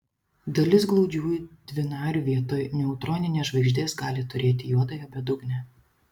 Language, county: Lithuanian, Šiauliai